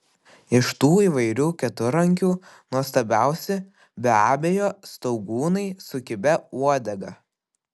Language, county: Lithuanian, Kaunas